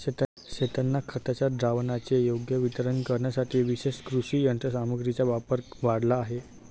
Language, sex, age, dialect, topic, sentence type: Marathi, male, 18-24, Standard Marathi, agriculture, statement